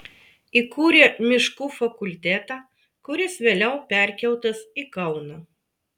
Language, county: Lithuanian, Vilnius